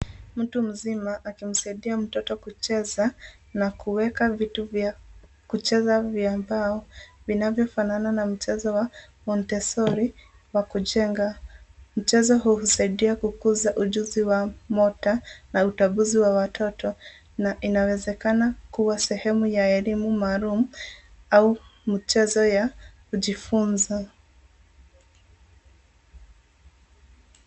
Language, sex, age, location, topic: Swahili, female, 36-49, Nairobi, education